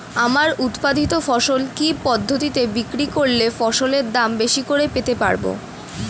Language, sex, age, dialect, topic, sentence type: Bengali, female, <18, Standard Colloquial, agriculture, question